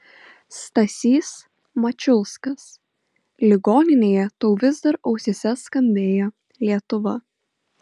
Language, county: Lithuanian, Panevėžys